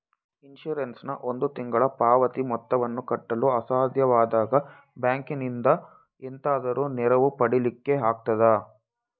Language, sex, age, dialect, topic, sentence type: Kannada, male, 18-24, Coastal/Dakshin, banking, question